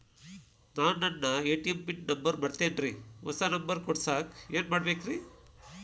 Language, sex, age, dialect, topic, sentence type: Kannada, male, 51-55, Dharwad Kannada, banking, question